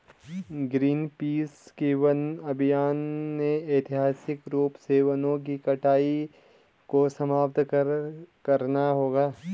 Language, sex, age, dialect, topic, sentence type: Hindi, male, 25-30, Garhwali, agriculture, statement